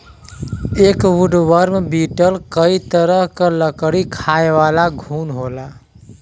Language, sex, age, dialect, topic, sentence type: Bhojpuri, male, 31-35, Western, agriculture, statement